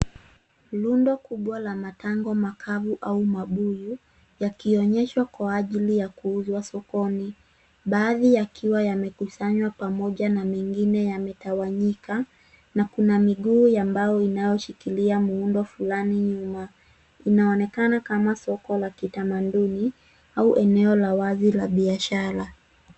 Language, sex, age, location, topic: Swahili, female, 18-24, Nairobi, finance